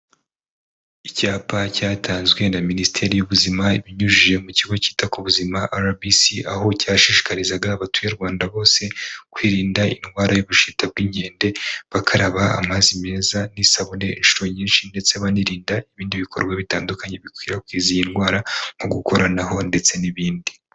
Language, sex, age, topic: Kinyarwanda, male, 18-24, health